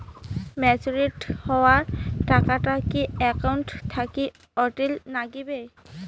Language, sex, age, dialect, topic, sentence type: Bengali, female, 25-30, Rajbangshi, banking, question